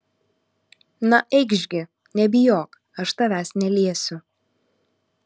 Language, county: Lithuanian, Alytus